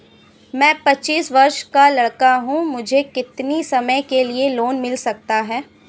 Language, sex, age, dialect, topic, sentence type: Hindi, female, 25-30, Awadhi Bundeli, banking, question